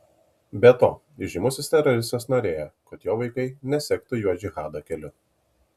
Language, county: Lithuanian, Kaunas